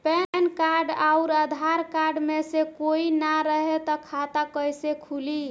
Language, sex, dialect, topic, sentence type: Bhojpuri, female, Southern / Standard, banking, question